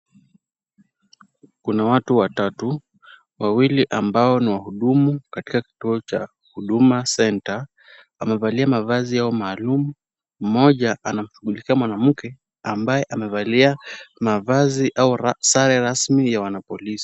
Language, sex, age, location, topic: Swahili, male, 18-24, Kisumu, government